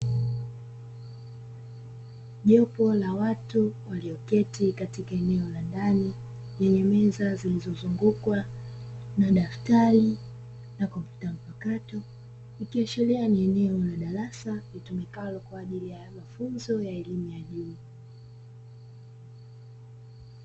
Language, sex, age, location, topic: Swahili, female, 25-35, Dar es Salaam, education